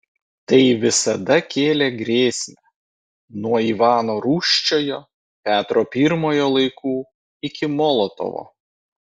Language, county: Lithuanian, Vilnius